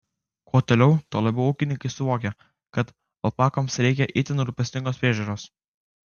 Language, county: Lithuanian, Kaunas